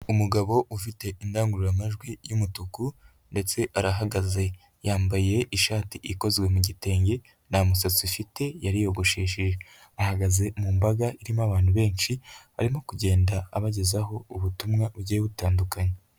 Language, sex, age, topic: Kinyarwanda, male, 25-35, government